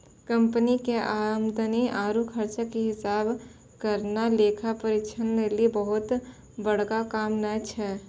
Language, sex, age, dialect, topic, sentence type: Maithili, female, 60-100, Angika, banking, statement